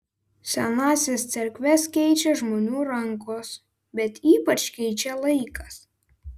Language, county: Lithuanian, Vilnius